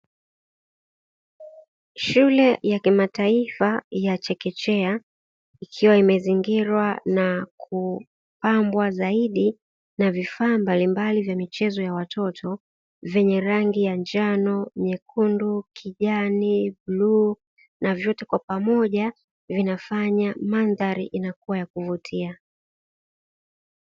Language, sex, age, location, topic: Swahili, female, 36-49, Dar es Salaam, education